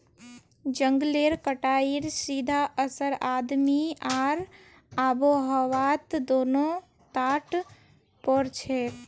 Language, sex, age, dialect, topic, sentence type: Magahi, female, 18-24, Northeastern/Surjapuri, agriculture, statement